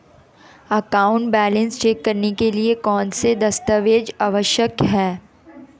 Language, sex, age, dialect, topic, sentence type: Hindi, female, 18-24, Marwari Dhudhari, banking, question